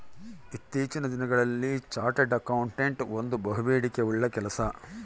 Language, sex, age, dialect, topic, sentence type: Kannada, male, 51-55, Central, banking, statement